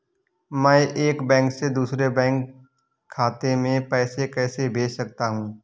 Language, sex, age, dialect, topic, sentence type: Hindi, male, 31-35, Awadhi Bundeli, banking, question